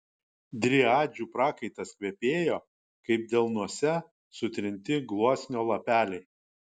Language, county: Lithuanian, Kaunas